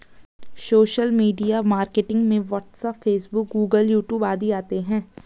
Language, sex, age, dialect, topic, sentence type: Hindi, female, 18-24, Garhwali, banking, statement